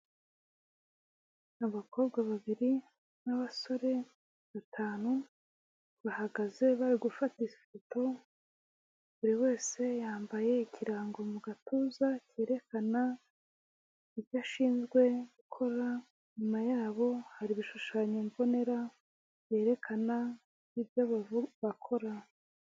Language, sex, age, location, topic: Kinyarwanda, female, 18-24, Huye, health